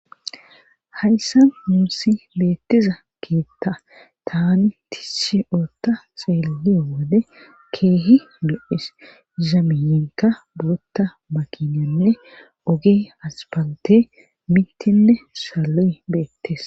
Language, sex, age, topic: Gamo, female, 25-35, government